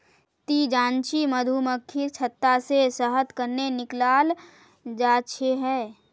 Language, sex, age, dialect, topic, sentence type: Magahi, female, 25-30, Northeastern/Surjapuri, agriculture, statement